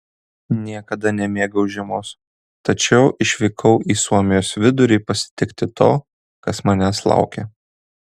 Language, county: Lithuanian, Kaunas